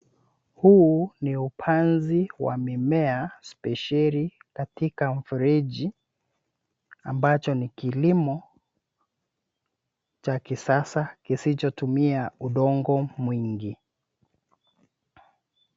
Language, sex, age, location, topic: Swahili, male, 36-49, Nairobi, agriculture